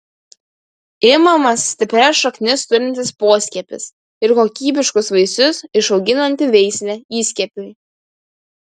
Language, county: Lithuanian, Kaunas